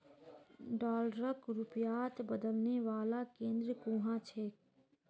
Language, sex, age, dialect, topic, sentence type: Magahi, female, 25-30, Northeastern/Surjapuri, banking, statement